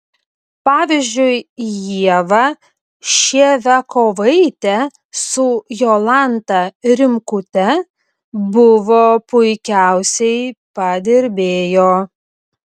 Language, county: Lithuanian, Vilnius